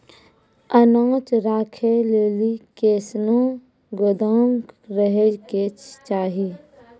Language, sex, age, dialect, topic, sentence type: Maithili, female, 25-30, Angika, agriculture, question